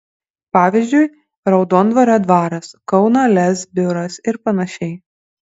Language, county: Lithuanian, Kaunas